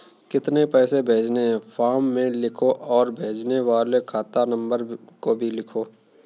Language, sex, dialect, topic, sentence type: Hindi, male, Kanauji Braj Bhasha, banking, statement